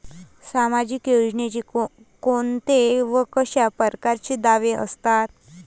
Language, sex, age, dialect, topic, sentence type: Marathi, male, 18-24, Varhadi, banking, question